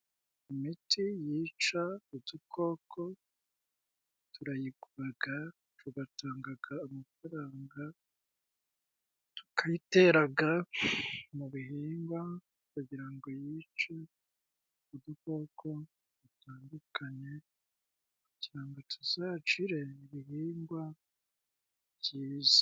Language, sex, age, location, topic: Kinyarwanda, male, 36-49, Musanze, agriculture